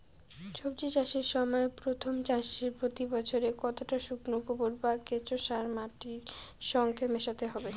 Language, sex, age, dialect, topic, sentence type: Bengali, female, 18-24, Rajbangshi, agriculture, question